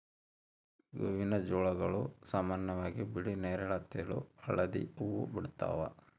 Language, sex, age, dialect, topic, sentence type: Kannada, male, 46-50, Central, agriculture, statement